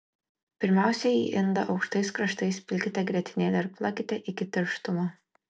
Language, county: Lithuanian, Kaunas